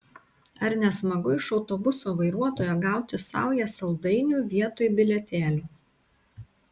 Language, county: Lithuanian, Tauragė